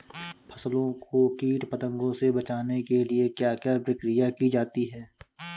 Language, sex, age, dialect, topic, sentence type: Hindi, male, 25-30, Awadhi Bundeli, agriculture, question